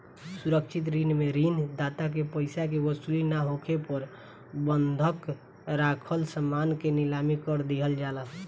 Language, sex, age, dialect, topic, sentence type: Bhojpuri, female, 18-24, Southern / Standard, banking, statement